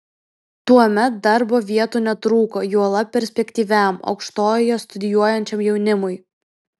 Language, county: Lithuanian, Vilnius